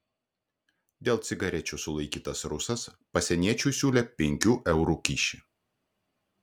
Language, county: Lithuanian, Klaipėda